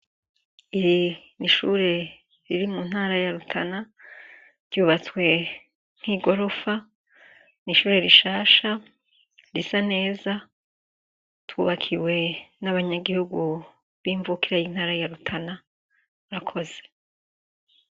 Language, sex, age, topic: Rundi, female, 36-49, education